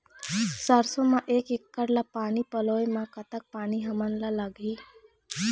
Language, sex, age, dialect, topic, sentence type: Chhattisgarhi, female, 25-30, Eastern, agriculture, question